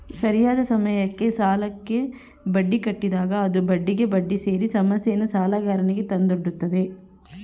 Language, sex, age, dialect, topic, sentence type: Kannada, female, 31-35, Mysore Kannada, banking, statement